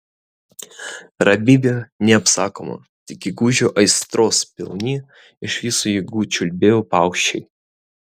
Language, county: Lithuanian, Vilnius